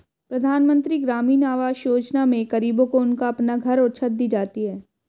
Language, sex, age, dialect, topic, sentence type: Hindi, female, 25-30, Hindustani Malvi Khadi Boli, agriculture, statement